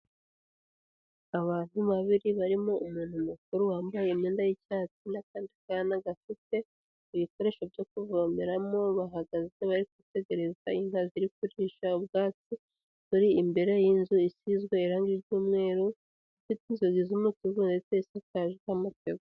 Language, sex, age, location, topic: Kinyarwanda, female, 18-24, Huye, agriculture